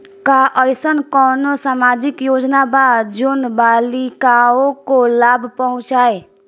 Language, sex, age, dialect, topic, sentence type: Bhojpuri, female, 18-24, Northern, banking, statement